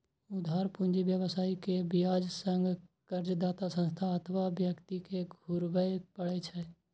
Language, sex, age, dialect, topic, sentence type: Maithili, male, 18-24, Eastern / Thethi, banking, statement